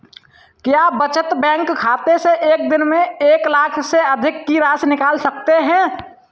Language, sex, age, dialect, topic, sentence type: Hindi, male, 18-24, Kanauji Braj Bhasha, banking, question